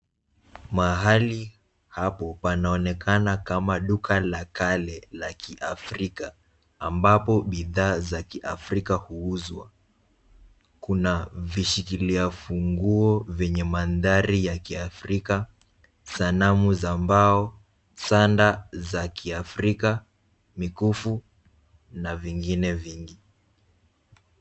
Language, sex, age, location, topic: Swahili, male, 18-24, Nairobi, finance